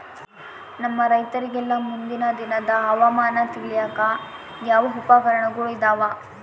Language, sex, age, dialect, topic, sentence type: Kannada, female, 18-24, Central, agriculture, question